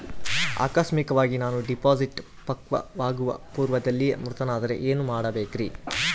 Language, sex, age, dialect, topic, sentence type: Kannada, male, 31-35, Central, banking, question